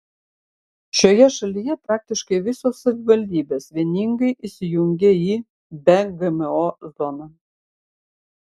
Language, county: Lithuanian, Klaipėda